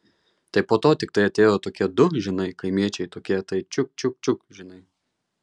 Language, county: Lithuanian, Marijampolė